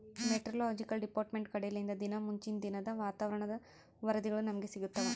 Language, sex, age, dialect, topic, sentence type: Kannada, female, 25-30, Central, agriculture, statement